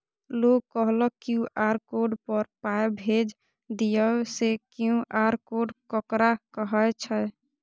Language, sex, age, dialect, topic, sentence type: Maithili, female, 25-30, Eastern / Thethi, banking, question